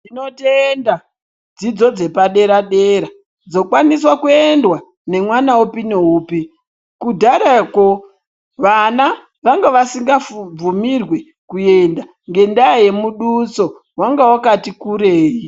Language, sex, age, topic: Ndau, female, 50+, education